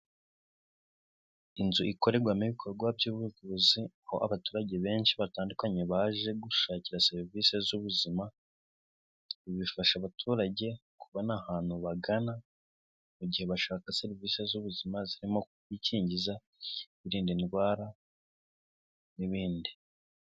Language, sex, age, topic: Kinyarwanda, male, 18-24, health